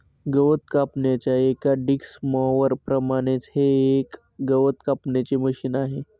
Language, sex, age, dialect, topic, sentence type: Marathi, male, 18-24, Northern Konkan, agriculture, statement